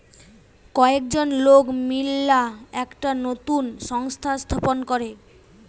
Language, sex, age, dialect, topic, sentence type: Bengali, female, 18-24, Western, banking, statement